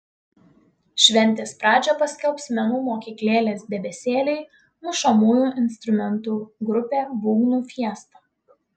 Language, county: Lithuanian, Utena